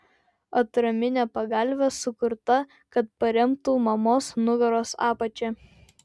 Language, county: Lithuanian, Vilnius